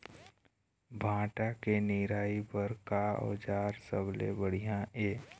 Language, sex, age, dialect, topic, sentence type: Chhattisgarhi, male, 18-24, Eastern, agriculture, question